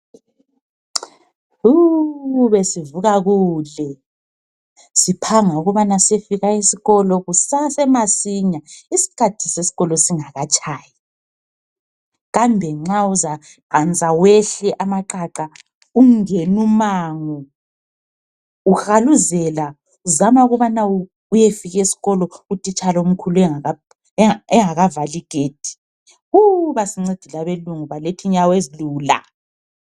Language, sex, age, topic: North Ndebele, female, 25-35, education